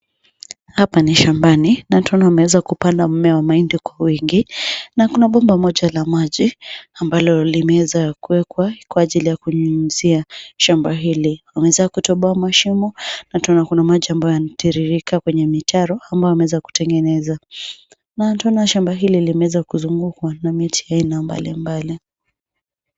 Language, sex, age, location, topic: Swahili, female, 25-35, Nairobi, agriculture